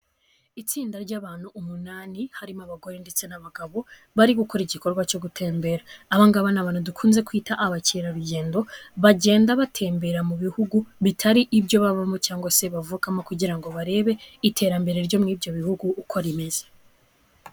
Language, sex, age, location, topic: Kinyarwanda, female, 18-24, Kigali, health